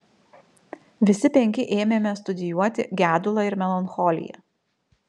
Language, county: Lithuanian, Vilnius